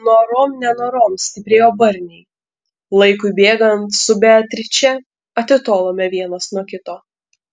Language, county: Lithuanian, Panevėžys